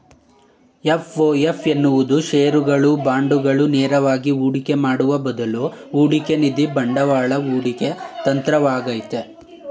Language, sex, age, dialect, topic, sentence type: Kannada, male, 18-24, Mysore Kannada, banking, statement